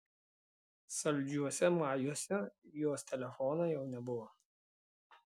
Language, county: Lithuanian, Klaipėda